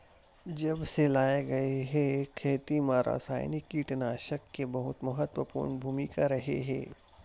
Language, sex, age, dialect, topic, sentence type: Chhattisgarhi, male, 60-100, Western/Budati/Khatahi, agriculture, statement